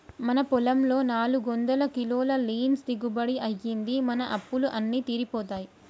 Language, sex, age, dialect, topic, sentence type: Telugu, female, 18-24, Telangana, agriculture, statement